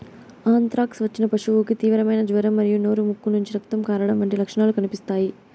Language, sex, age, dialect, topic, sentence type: Telugu, female, 18-24, Southern, agriculture, statement